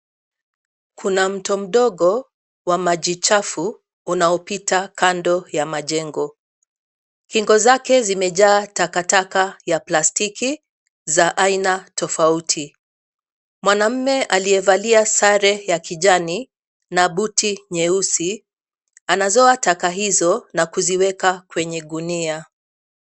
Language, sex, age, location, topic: Swahili, female, 50+, Nairobi, government